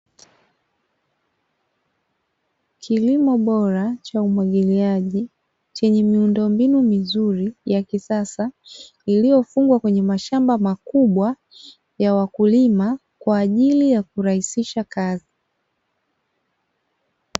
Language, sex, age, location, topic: Swahili, female, 25-35, Dar es Salaam, agriculture